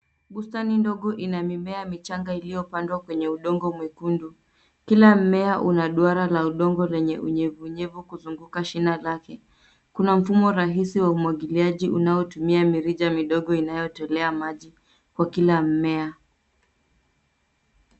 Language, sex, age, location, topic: Swahili, female, 18-24, Nairobi, agriculture